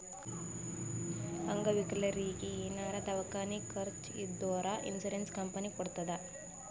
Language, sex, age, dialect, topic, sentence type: Kannada, female, 18-24, Northeastern, banking, statement